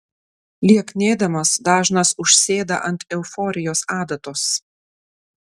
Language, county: Lithuanian, Klaipėda